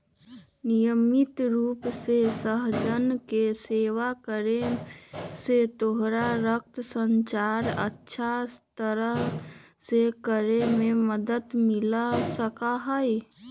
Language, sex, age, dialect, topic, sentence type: Magahi, female, 18-24, Western, agriculture, statement